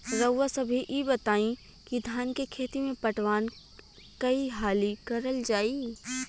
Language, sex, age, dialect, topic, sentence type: Bhojpuri, female, 25-30, Western, agriculture, question